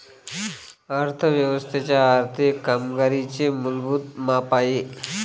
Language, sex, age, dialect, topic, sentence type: Marathi, male, 25-30, Varhadi, agriculture, statement